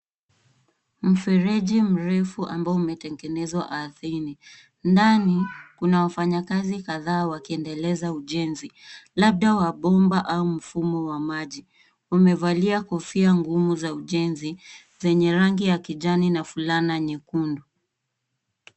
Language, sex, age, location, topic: Swahili, female, 18-24, Nairobi, government